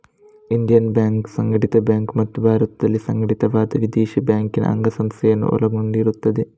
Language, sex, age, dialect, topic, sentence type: Kannada, male, 36-40, Coastal/Dakshin, banking, statement